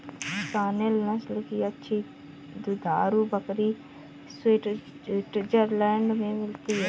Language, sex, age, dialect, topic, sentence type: Hindi, female, 25-30, Marwari Dhudhari, agriculture, statement